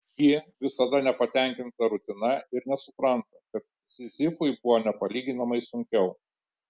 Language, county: Lithuanian, Kaunas